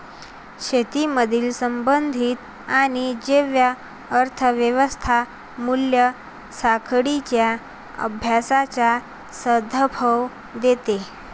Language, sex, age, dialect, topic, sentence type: Marathi, female, 18-24, Varhadi, agriculture, statement